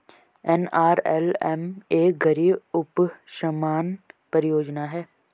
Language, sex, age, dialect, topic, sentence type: Hindi, male, 18-24, Marwari Dhudhari, banking, statement